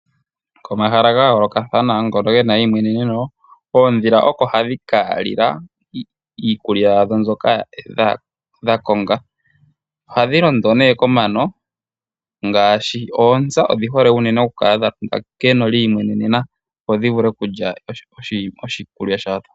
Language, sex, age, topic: Oshiwambo, male, 18-24, agriculture